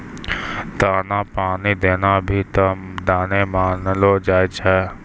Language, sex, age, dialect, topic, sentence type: Maithili, male, 60-100, Angika, banking, statement